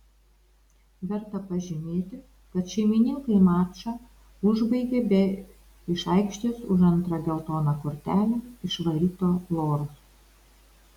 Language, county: Lithuanian, Vilnius